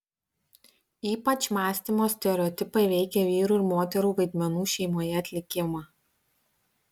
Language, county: Lithuanian, Vilnius